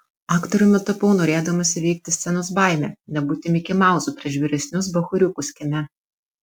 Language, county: Lithuanian, Vilnius